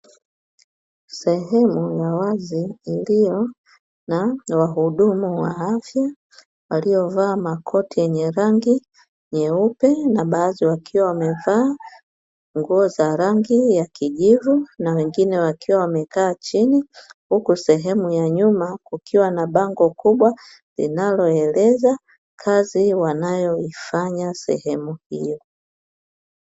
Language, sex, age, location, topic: Swahili, female, 50+, Dar es Salaam, health